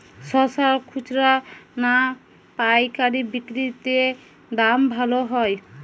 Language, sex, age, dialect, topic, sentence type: Bengali, female, 18-24, Western, agriculture, question